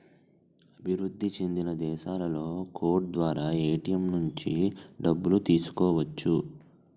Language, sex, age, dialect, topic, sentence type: Telugu, male, 18-24, Utterandhra, banking, statement